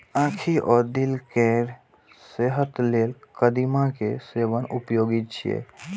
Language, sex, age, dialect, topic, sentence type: Maithili, male, 18-24, Eastern / Thethi, agriculture, statement